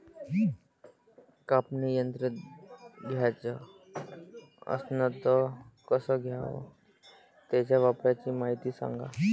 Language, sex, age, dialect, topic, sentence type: Marathi, male, 18-24, Varhadi, agriculture, question